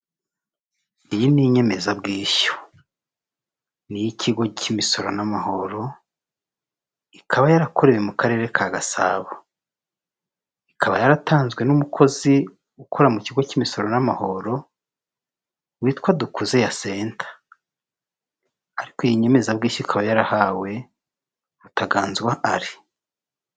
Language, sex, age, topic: Kinyarwanda, male, 36-49, finance